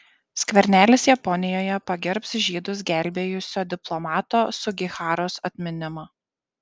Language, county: Lithuanian, Šiauliai